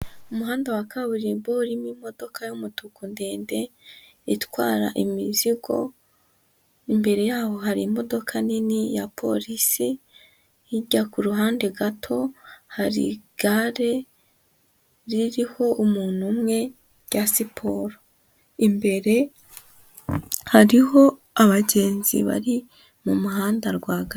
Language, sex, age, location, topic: Kinyarwanda, female, 18-24, Huye, government